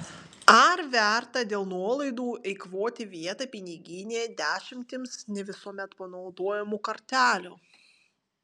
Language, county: Lithuanian, Vilnius